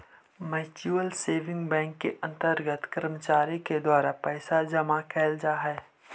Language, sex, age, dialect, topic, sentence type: Magahi, male, 25-30, Central/Standard, banking, statement